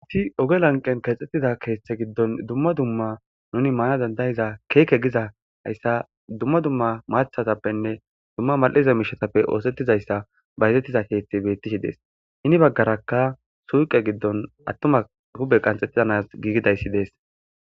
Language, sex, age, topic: Gamo, female, 25-35, government